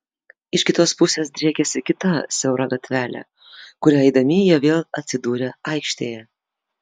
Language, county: Lithuanian, Vilnius